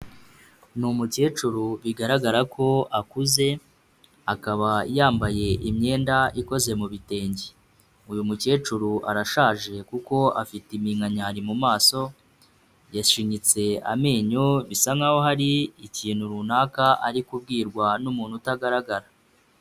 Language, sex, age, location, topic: Kinyarwanda, male, 25-35, Kigali, health